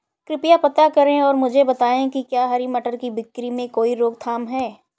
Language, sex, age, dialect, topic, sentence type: Hindi, female, 25-30, Awadhi Bundeli, agriculture, question